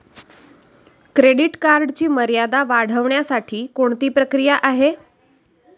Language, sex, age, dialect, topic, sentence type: Marathi, female, 36-40, Standard Marathi, banking, question